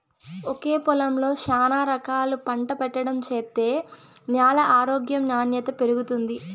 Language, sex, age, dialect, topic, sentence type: Telugu, female, 18-24, Southern, agriculture, statement